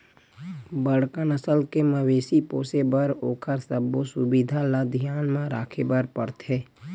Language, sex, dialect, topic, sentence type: Chhattisgarhi, male, Western/Budati/Khatahi, agriculture, statement